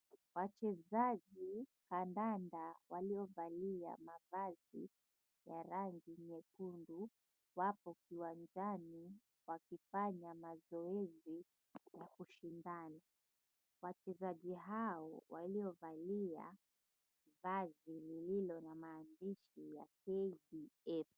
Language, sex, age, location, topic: Swahili, female, 25-35, Mombasa, government